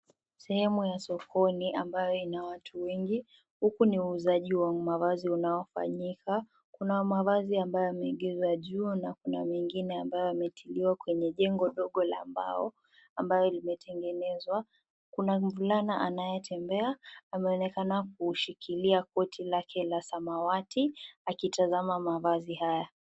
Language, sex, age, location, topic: Swahili, female, 18-24, Nakuru, finance